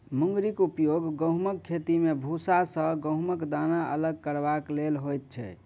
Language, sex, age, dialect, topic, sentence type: Maithili, male, 25-30, Southern/Standard, agriculture, statement